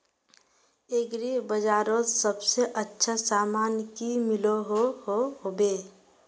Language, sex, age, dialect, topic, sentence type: Magahi, female, 25-30, Northeastern/Surjapuri, agriculture, question